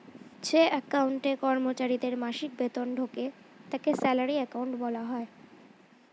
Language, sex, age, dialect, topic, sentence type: Bengali, female, 18-24, Standard Colloquial, banking, statement